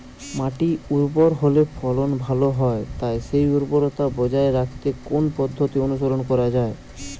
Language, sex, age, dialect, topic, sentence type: Bengali, male, 18-24, Jharkhandi, agriculture, question